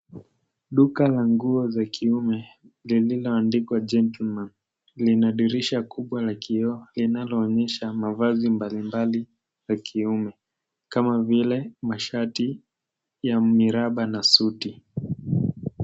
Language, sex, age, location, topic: Swahili, male, 18-24, Nairobi, finance